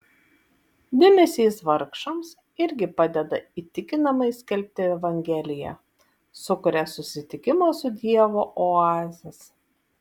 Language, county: Lithuanian, Vilnius